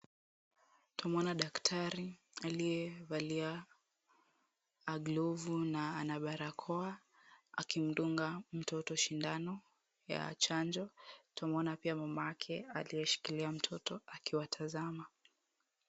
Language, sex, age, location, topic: Swahili, female, 50+, Kisumu, health